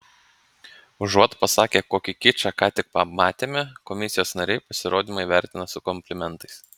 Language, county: Lithuanian, Panevėžys